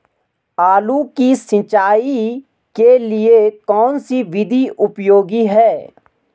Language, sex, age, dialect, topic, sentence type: Hindi, male, 18-24, Garhwali, agriculture, question